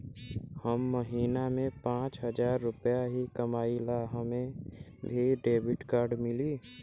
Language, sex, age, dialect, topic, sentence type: Bhojpuri, male, 18-24, Western, banking, question